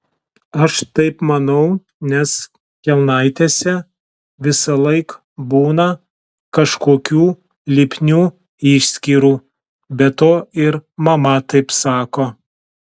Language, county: Lithuanian, Telšiai